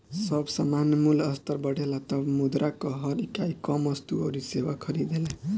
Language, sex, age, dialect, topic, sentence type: Bhojpuri, female, 18-24, Northern, banking, statement